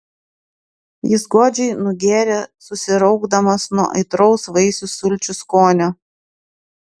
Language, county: Lithuanian, Klaipėda